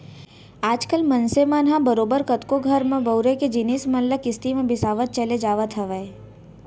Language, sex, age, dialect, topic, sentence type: Chhattisgarhi, female, 18-24, Central, banking, statement